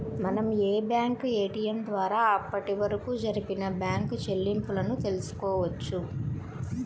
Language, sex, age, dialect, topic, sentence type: Telugu, male, 41-45, Central/Coastal, banking, statement